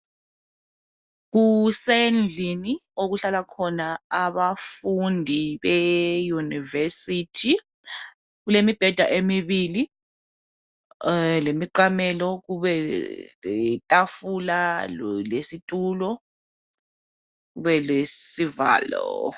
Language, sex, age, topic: North Ndebele, female, 25-35, education